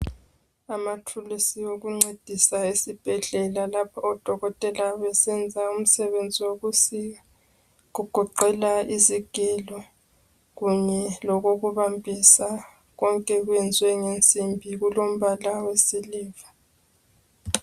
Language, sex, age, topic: North Ndebele, female, 25-35, health